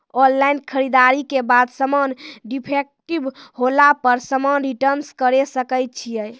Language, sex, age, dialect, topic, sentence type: Maithili, female, 18-24, Angika, agriculture, question